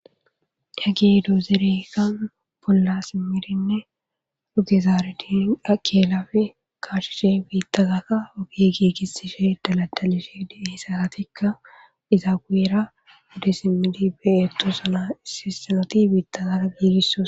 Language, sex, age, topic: Gamo, female, 18-24, government